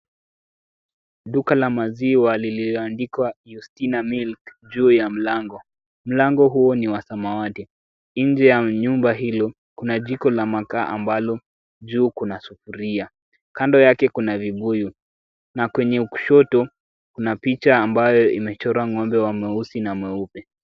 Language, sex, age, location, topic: Swahili, male, 18-24, Kisumu, finance